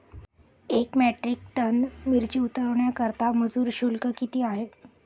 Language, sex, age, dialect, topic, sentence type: Marathi, female, 31-35, Standard Marathi, agriculture, question